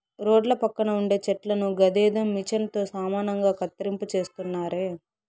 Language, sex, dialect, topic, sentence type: Telugu, female, Southern, agriculture, statement